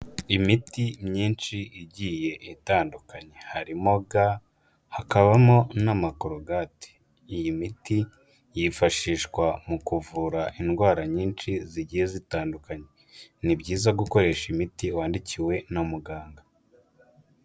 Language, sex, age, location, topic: Kinyarwanda, male, 25-35, Huye, health